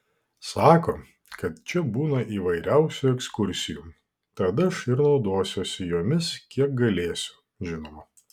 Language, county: Lithuanian, Vilnius